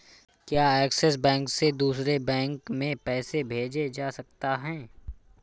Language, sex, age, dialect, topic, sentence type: Hindi, male, 25-30, Awadhi Bundeli, banking, question